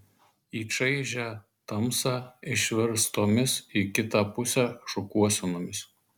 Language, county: Lithuanian, Marijampolė